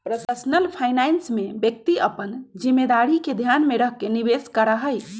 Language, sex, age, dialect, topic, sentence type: Magahi, female, 46-50, Western, banking, statement